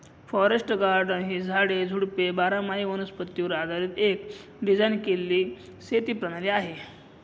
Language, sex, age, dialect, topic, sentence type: Marathi, male, 25-30, Northern Konkan, agriculture, statement